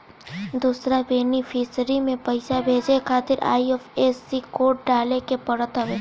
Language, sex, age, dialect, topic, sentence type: Bhojpuri, female, 18-24, Northern, banking, statement